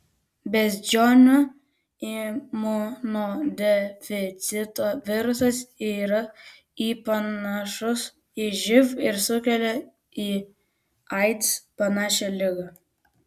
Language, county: Lithuanian, Vilnius